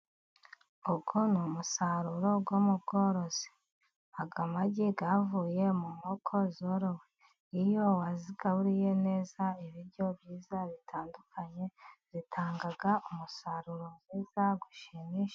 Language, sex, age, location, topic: Kinyarwanda, female, 36-49, Musanze, agriculture